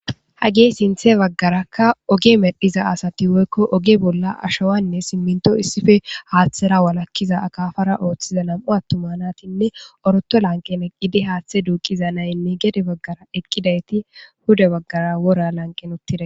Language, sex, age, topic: Gamo, female, 25-35, government